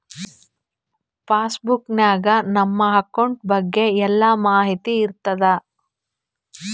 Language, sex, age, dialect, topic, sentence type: Kannada, female, 41-45, Northeastern, banking, statement